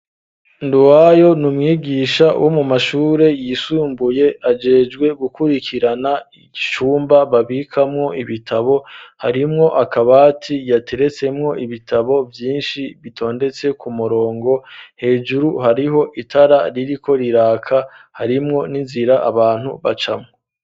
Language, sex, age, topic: Rundi, male, 25-35, education